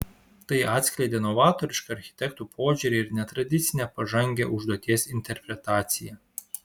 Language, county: Lithuanian, Šiauliai